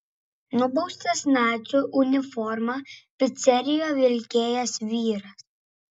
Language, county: Lithuanian, Vilnius